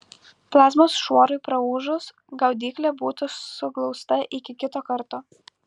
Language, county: Lithuanian, Kaunas